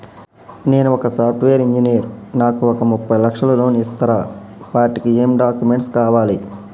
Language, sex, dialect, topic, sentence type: Telugu, male, Telangana, banking, question